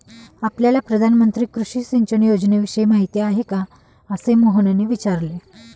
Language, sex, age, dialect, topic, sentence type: Marathi, female, 25-30, Standard Marathi, agriculture, statement